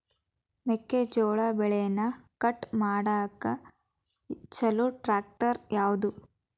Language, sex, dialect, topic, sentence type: Kannada, female, Dharwad Kannada, agriculture, question